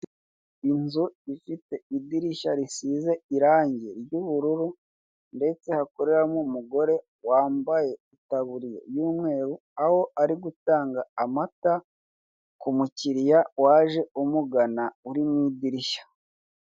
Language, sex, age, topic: Kinyarwanda, male, 25-35, finance